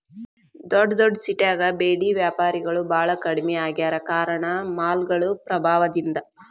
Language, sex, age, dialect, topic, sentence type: Kannada, female, 25-30, Dharwad Kannada, agriculture, statement